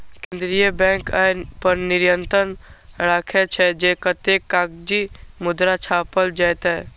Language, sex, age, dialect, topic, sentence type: Maithili, male, 18-24, Eastern / Thethi, banking, statement